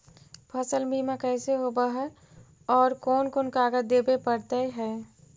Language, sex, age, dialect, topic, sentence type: Magahi, female, 51-55, Central/Standard, agriculture, question